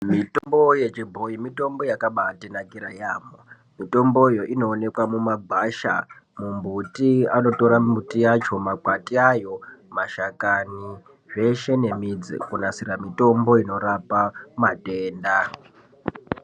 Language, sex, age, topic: Ndau, male, 18-24, health